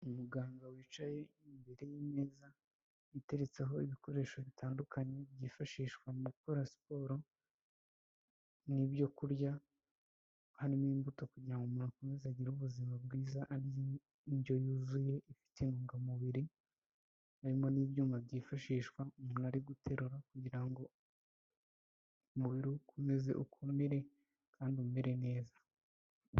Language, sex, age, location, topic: Kinyarwanda, female, 18-24, Kigali, health